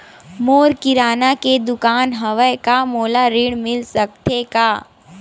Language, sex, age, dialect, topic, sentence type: Chhattisgarhi, female, 60-100, Western/Budati/Khatahi, banking, question